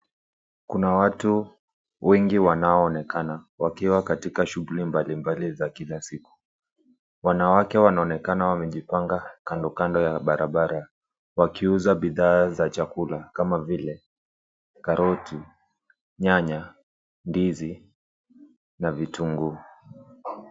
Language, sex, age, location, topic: Swahili, male, 25-35, Nairobi, finance